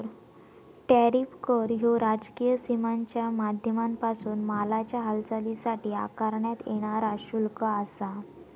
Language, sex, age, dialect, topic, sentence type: Marathi, female, 18-24, Southern Konkan, banking, statement